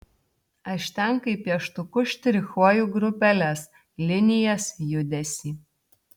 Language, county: Lithuanian, Telšiai